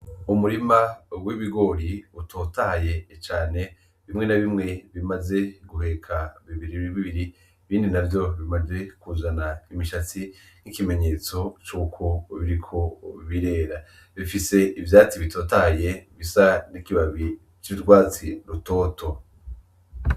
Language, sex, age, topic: Rundi, male, 25-35, agriculture